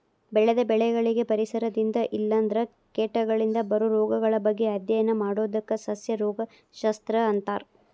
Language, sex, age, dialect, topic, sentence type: Kannada, female, 25-30, Dharwad Kannada, agriculture, statement